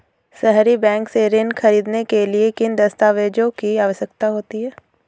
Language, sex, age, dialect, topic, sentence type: Hindi, female, 18-24, Awadhi Bundeli, banking, question